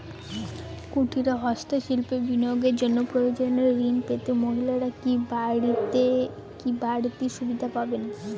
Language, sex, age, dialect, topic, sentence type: Bengali, female, 18-24, Northern/Varendri, banking, question